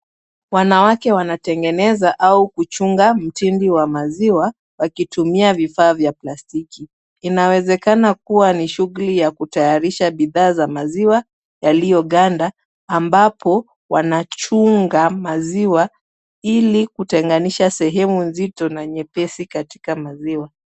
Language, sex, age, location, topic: Swahili, female, 25-35, Kisumu, agriculture